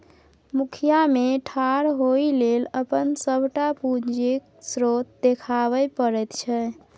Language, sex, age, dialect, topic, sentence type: Maithili, female, 41-45, Bajjika, banking, statement